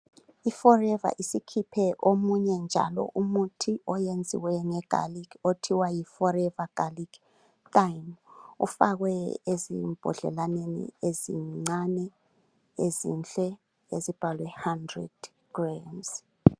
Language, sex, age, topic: North Ndebele, male, 36-49, health